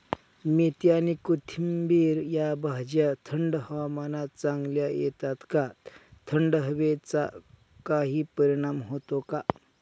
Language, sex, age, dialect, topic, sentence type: Marathi, male, 51-55, Northern Konkan, agriculture, question